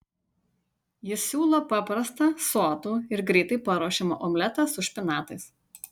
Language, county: Lithuanian, Utena